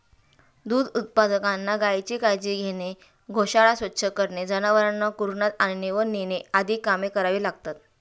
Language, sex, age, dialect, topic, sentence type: Marathi, female, 31-35, Standard Marathi, agriculture, statement